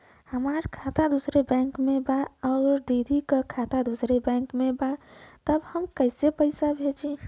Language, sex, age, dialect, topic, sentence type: Bhojpuri, female, 25-30, Western, banking, question